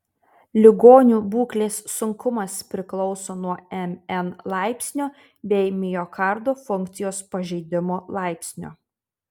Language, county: Lithuanian, Tauragė